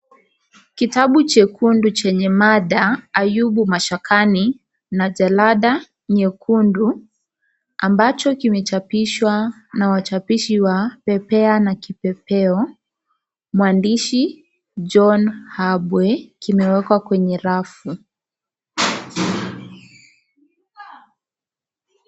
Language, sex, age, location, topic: Swahili, female, 25-35, Kisii, education